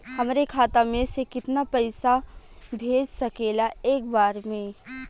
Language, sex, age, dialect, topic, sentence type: Bhojpuri, female, 25-30, Western, banking, question